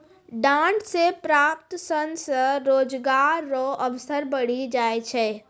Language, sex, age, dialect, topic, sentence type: Maithili, female, 36-40, Angika, agriculture, statement